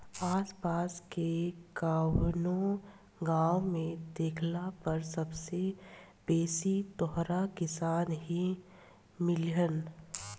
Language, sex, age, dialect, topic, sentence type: Bhojpuri, female, 25-30, Southern / Standard, agriculture, statement